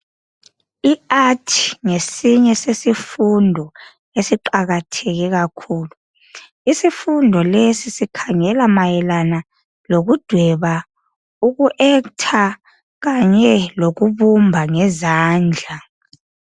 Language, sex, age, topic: North Ndebele, female, 25-35, education